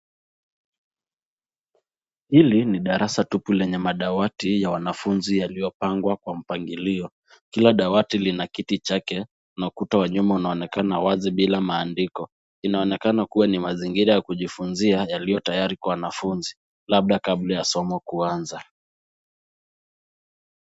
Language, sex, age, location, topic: Swahili, male, 18-24, Nairobi, education